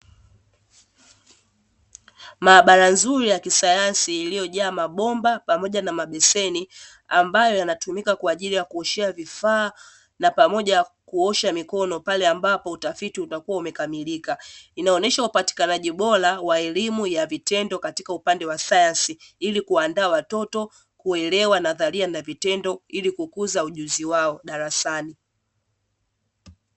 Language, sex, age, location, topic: Swahili, female, 18-24, Dar es Salaam, education